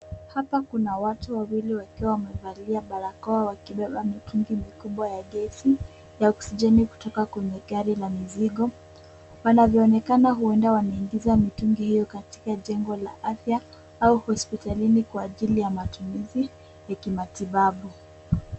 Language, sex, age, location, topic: Swahili, female, 18-24, Kisumu, health